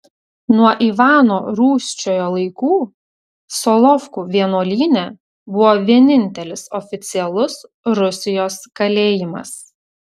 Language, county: Lithuanian, Telšiai